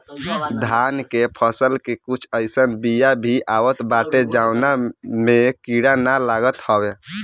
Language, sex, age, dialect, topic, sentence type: Bhojpuri, male, <18, Northern, agriculture, statement